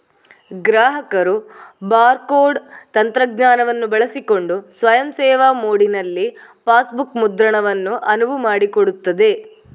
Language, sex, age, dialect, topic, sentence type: Kannada, female, 18-24, Coastal/Dakshin, banking, statement